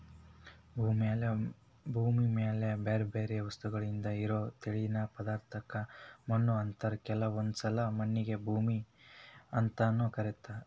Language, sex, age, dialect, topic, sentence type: Kannada, male, 18-24, Dharwad Kannada, agriculture, statement